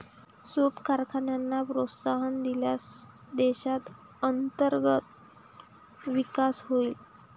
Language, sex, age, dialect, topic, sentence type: Marathi, female, 18-24, Varhadi, agriculture, statement